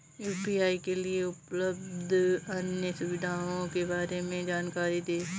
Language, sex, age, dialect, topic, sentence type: Hindi, female, 25-30, Kanauji Braj Bhasha, banking, question